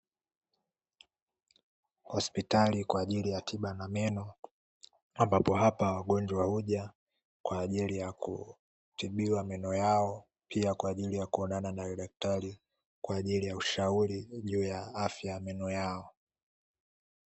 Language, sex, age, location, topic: Swahili, male, 18-24, Dar es Salaam, health